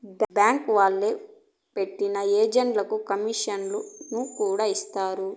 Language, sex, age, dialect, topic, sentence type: Telugu, female, 41-45, Southern, banking, statement